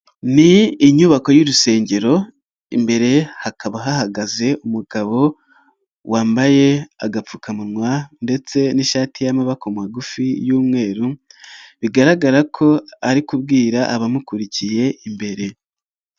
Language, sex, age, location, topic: Kinyarwanda, male, 36-49, Nyagatare, finance